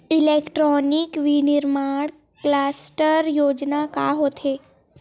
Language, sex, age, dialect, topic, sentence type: Chhattisgarhi, female, 18-24, Western/Budati/Khatahi, banking, question